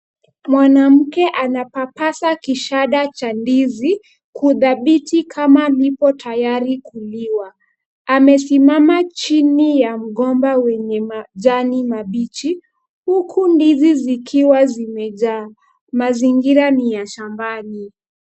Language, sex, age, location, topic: Swahili, female, 25-35, Kisumu, agriculture